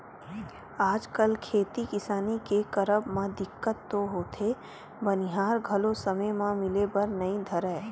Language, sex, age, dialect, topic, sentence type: Chhattisgarhi, female, 18-24, Western/Budati/Khatahi, agriculture, statement